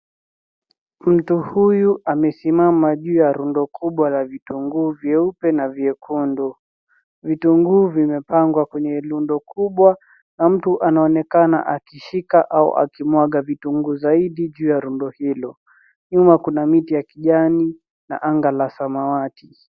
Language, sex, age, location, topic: Swahili, male, 50+, Nairobi, agriculture